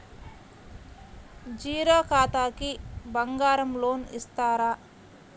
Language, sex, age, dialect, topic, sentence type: Telugu, female, 25-30, Central/Coastal, banking, question